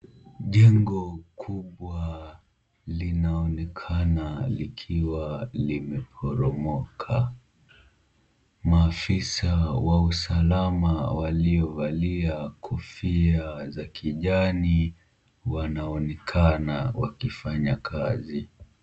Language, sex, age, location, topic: Swahili, male, 18-24, Kisumu, health